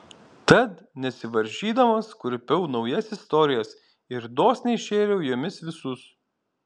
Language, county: Lithuanian, Kaunas